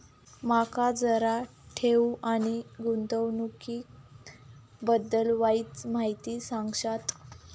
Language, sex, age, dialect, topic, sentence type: Marathi, female, 18-24, Southern Konkan, banking, question